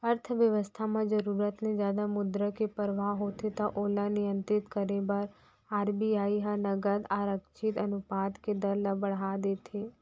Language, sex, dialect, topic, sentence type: Chhattisgarhi, female, Central, banking, statement